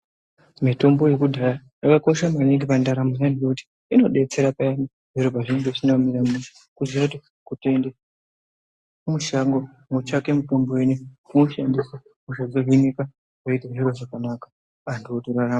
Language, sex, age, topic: Ndau, male, 50+, health